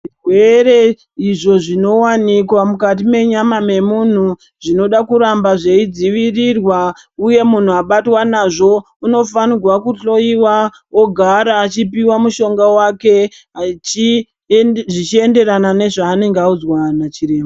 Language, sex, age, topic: Ndau, male, 36-49, health